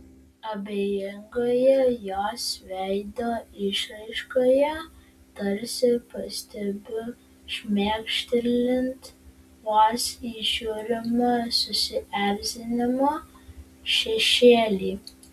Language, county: Lithuanian, Vilnius